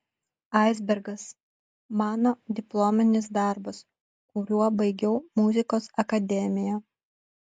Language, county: Lithuanian, Utena